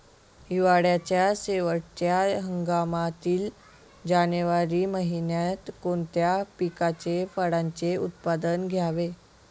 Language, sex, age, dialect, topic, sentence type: Marathi, male, 18-24, Northern Konkan, agriculture, question